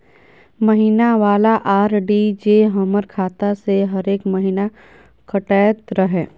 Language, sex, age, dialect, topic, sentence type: Maithili, female, 18-24, Bajjika, banking, question